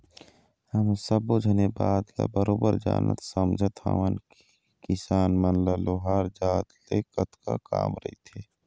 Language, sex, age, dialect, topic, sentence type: Chhattisgarhi, male, 25-30, Eastern, banking, statement